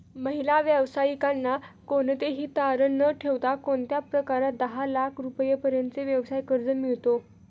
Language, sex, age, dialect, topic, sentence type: Marathi, female, 18-24, Standard Marathi, banking, question